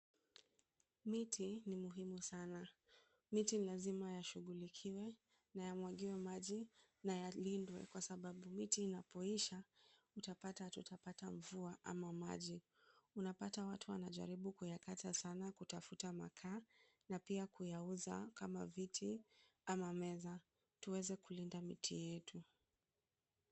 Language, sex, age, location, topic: Swahili, female, 25-35, Kisumu, education